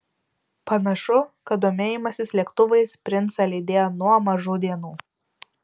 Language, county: Lithuanian, Vilnius